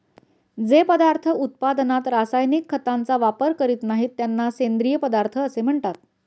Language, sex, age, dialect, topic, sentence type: Marathi, female, 36-40, Standard Marathi, agriculture, statement